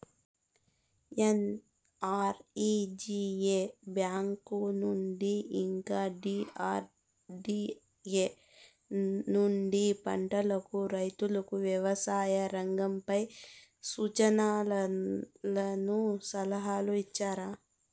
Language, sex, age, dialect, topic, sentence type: Telugu, male, 18-24, Southern, agriculture, question